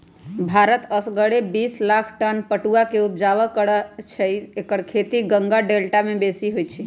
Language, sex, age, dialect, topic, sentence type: Magahi, female, 31-35, Western, agriculture, statement